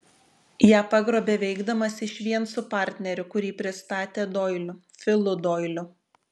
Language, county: Lithuanian, Šiauliai